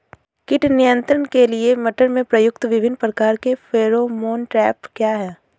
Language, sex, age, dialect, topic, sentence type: Hindi, female, 18-24, Awadhi Bundeli, agriculture, question